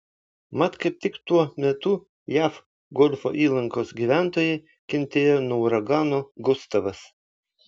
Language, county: Lithuanian, Vilnius